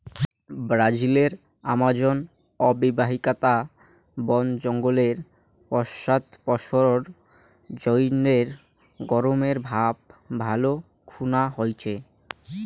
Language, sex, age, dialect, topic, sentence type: Bengali, male, 18-24, Rajbangshi, agriculture, statement